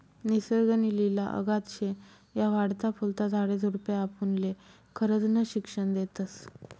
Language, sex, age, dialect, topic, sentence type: Marathi, female, 31-35, Northern Konkan, agriculture, statement